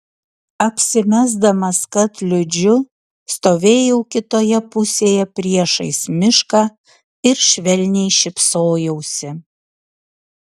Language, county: Lithuanian, Utena